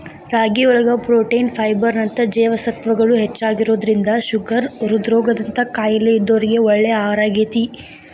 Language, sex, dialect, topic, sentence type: Kannada, female, Dharwad Kannada, agriculture, statement